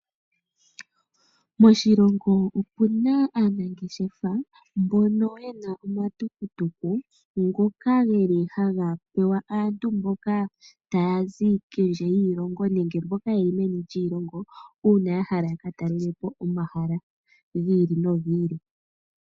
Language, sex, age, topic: Oshiwambo, female, 25-35, agriculture